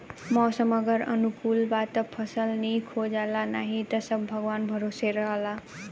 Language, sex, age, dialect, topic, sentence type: Bhojpuri, female, 18-24, Southern / Standard, agriculture, statement